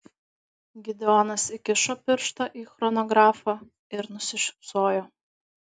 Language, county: Lithuanian, Kaunas